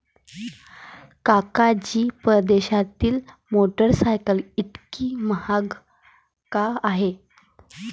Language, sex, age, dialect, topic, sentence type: Marathi, female, 31-35, Varhadi, banking, statement